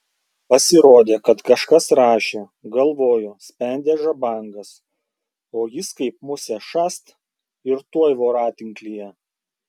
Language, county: Lithuanian, Klaipėda